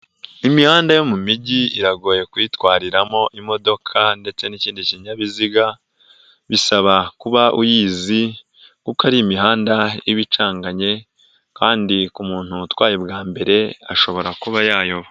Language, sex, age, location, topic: Kinyarwanda, female, 18-24, Nyagatare, government